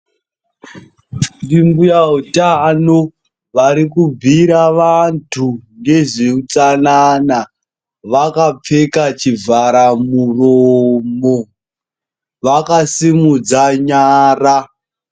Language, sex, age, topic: Ndau, male, 18-24, health